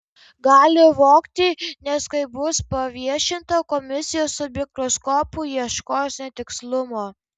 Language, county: Lithuanian, Kaunas